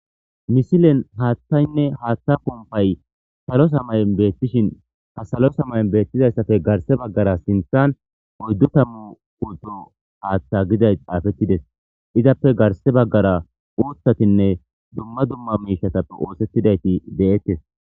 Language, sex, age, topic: Gamo, male, 25-35, government